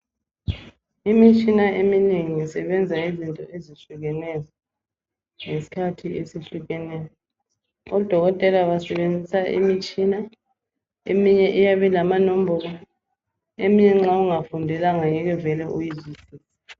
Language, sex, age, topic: North Ndebele, female, 25-35, health